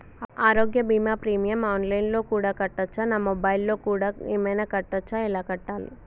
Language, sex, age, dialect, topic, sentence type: Telugu, female, 18-24, Telangana, banking, question